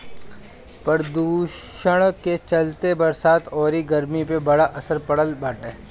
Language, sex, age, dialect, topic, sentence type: Bhojpuri, male, 25-30, Northern, agriculture, statement